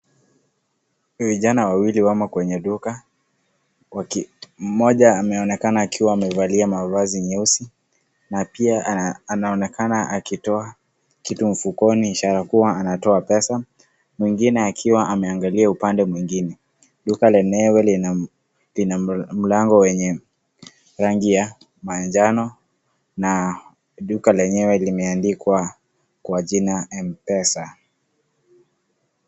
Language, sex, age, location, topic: Swahili, male, 18-24, Kisii, finance